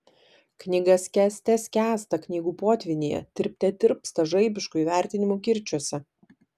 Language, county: Lithuanian, Vilnius